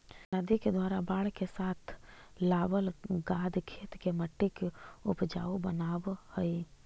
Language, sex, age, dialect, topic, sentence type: Magahi, female, 18-24, Central/Standard, banking, statement